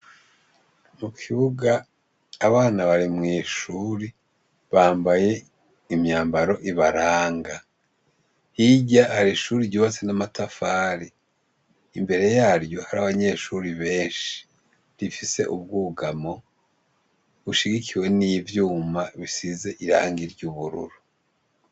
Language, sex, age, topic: Rundi, male, 50+, education